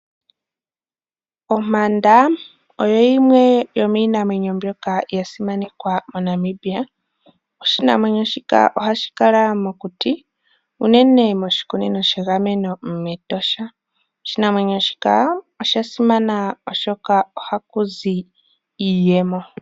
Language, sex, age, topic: Oshiwambo, male, 18-24, agriculture